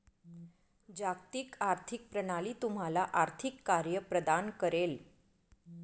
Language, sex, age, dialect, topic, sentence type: Marathi, female, 41-45, Northern Konkan, banking, statement